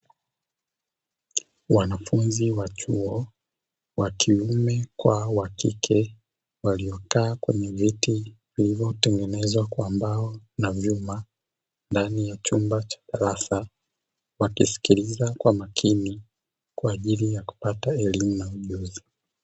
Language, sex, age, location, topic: Swahili, male, 25-35, Dar es Salaam, education